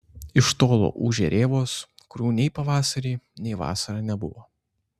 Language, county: Lithuanian, Šiauliai